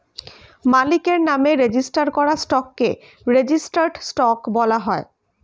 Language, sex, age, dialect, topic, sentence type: Bengali, female, 31-35, Standard Colloquial, banking, statement